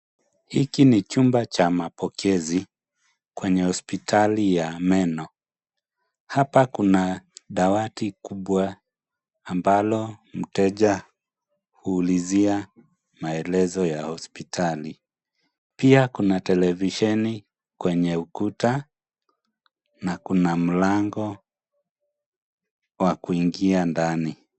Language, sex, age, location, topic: Swahili, male, 25-35, Kisumu, health